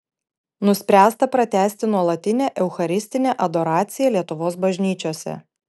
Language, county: Lithuanian, Panevėžys